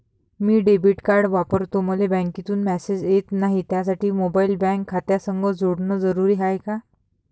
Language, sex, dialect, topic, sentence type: Marathi, female, Varhadi, banking, question